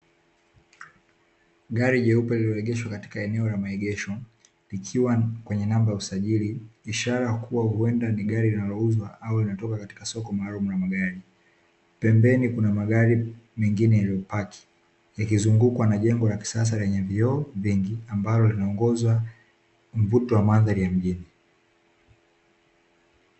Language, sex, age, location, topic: Swahili, male, 18-24, Dar es Salaam, finance